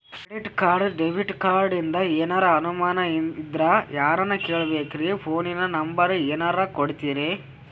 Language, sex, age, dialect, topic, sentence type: Kannada, male, 18-24, Northeastern, banking, question